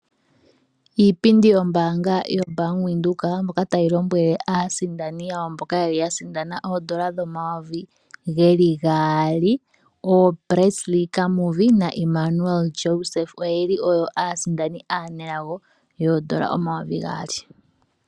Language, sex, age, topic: Oshiwambo, female, 25-35, finance